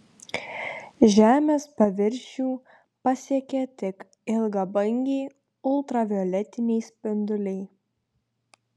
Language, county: Lithuanian, Klaipėda